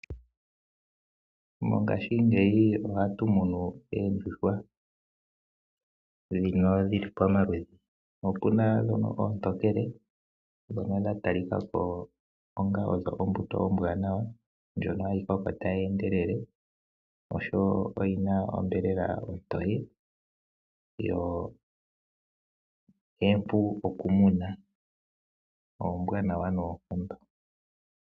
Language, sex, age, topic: Oshiwambo, male, 25-35, agriculture